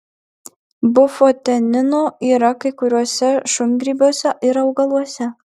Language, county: Lithuanian, Marijampolė